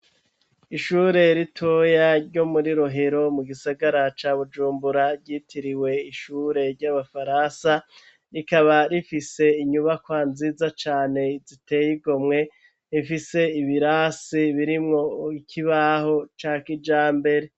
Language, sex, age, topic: Rundi, male, 36-49, education